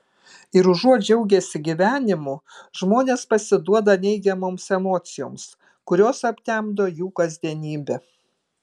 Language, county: Lithuanian, Kaunas